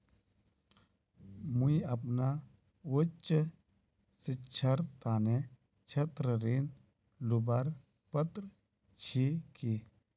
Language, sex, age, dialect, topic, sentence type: Magahi, male, 25-30, Northeastern/Surjapuri, banking, statement